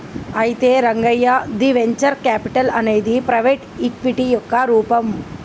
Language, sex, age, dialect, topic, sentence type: Telugu, male, 18-24, Telangana, banking, statement